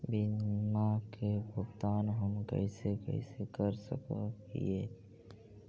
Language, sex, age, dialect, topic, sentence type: Magahi, female, 25-30, Central/Standard, banking, question